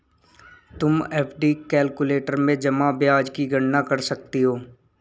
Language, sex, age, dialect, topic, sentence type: Hindi, male, 18-24, Marwari Dhudhari, banking, statement